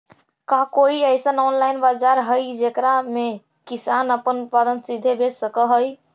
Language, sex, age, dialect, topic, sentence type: Magahi, female, 51-55, Central/Standard, agriculture, statement